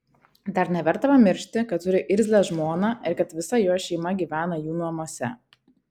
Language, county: Lithuanian, Kaunas